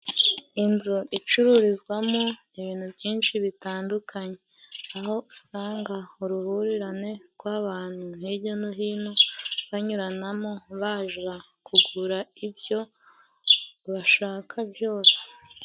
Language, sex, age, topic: Kinyarwanda, male, 18-24, finance